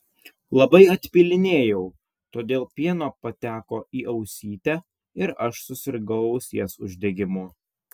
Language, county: Lithuanian, Vilnius